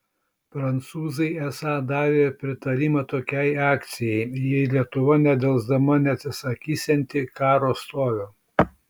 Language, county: Lithuanian, Šiauliai